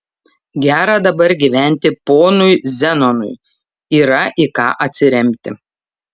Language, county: Lithuanian, Šiauliai